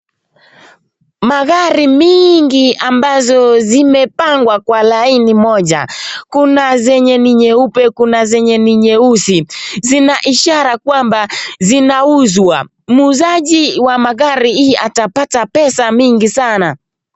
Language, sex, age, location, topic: Swahili, male, 18-24, Nakuru, finance